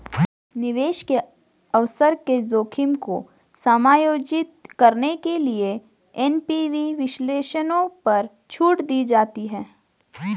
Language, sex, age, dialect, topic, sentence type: Hindi, female, 18-24, Garhwali, banking, statement